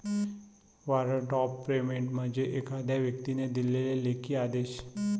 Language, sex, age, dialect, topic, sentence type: Marathi, male, 25-30, Varhadi, banking, statement